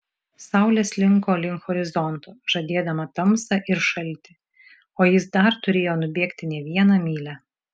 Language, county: Lithuanian, Šiauliai